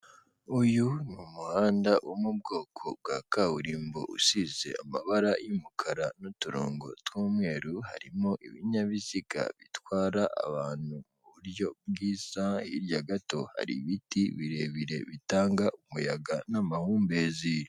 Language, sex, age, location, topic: Kinyarwanda, female, 18-24, Kigali, government